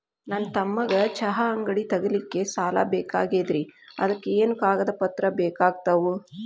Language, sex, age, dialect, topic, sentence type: Kannada, female, 25-30, Dharwad Kannada, banking, question